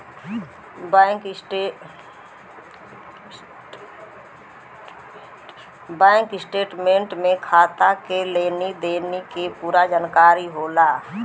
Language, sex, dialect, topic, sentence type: Bhojpuri, female, Western, banking, statement